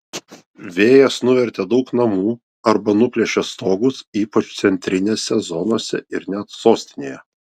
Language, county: Lithuanian, Vilnius